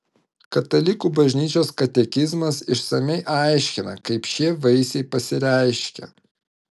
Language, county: Lithuanian, Vilnius